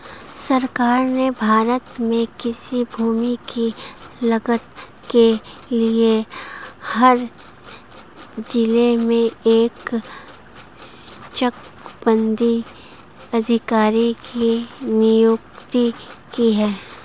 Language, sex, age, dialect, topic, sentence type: Hindi, female, 25-30, Marwari Dhudhari, agriculture, statement